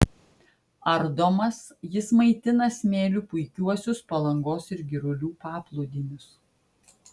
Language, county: Lithuanian, Klaipėda